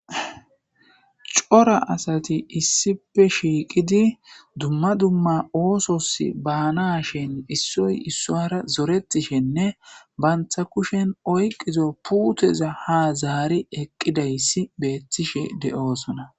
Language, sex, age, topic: Gamo, male, 18-24, agriculture